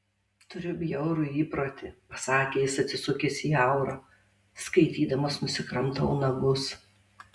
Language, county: Lithuanian, Tauragė